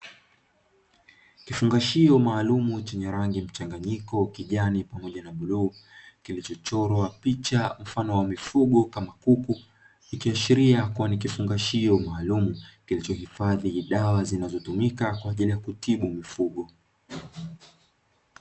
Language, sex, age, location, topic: Swahili, male, 25-35, Dar es Salaam, agriculture